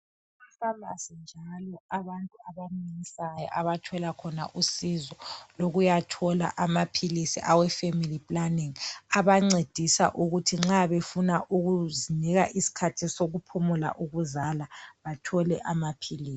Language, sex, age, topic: North Ndebele, male, 25-35, health